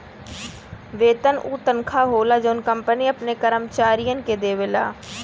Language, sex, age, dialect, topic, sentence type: Bhojpuri, female, 18-24, Western, banking, statement